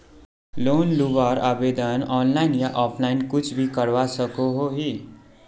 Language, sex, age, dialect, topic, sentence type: Magahi, male, 18-24, Northeastern/Surjapuri, banking, question